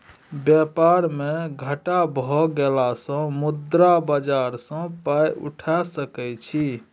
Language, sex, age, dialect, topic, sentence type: Maithili, male, 31-35, Bajjika, banking, statement